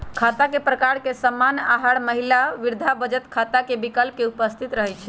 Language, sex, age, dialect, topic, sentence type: Magahi, male, 18-24, Western, banking, statement